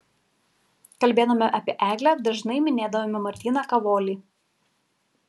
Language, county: Lithuanian, Kaunas